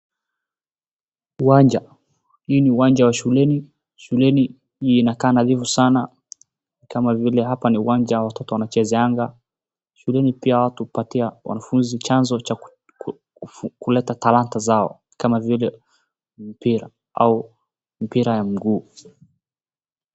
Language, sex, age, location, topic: Swahili, male, 18-24, Wajir, education